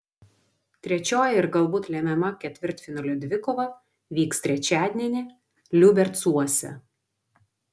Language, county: Lithuanian, Vilnius